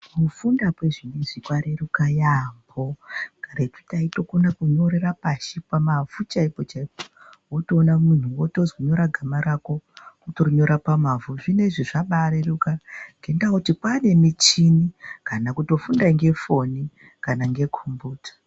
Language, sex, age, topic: Ndau, female, 36-49, education